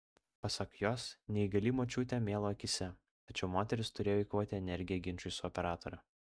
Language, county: Lithuanian, Vilnius